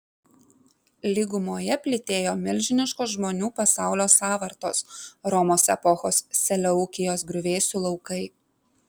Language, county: Lithuanian, Kaunas